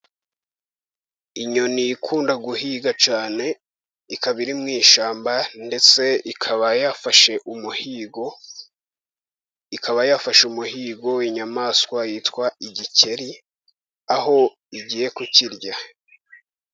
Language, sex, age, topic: Kinyarwanda, male, 18-24, agriculture